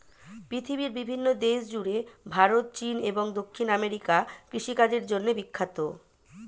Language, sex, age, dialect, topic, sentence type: Bengali, female, 36-40, Standard Colloquial, agriculture, statement